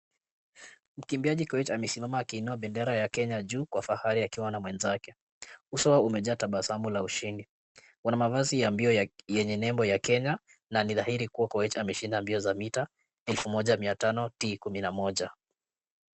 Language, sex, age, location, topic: Swahili, male, 18-24, Kisumu, education